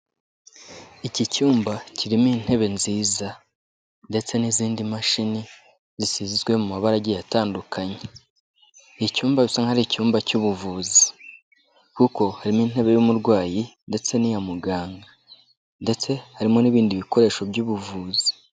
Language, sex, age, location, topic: Kinyarwanda, male, 18-24, Kigali, health